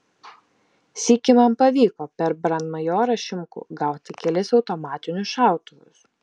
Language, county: Lithuanian, Šiauliai